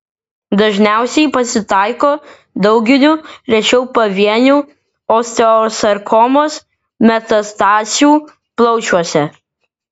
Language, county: Lithuanian, Vilnius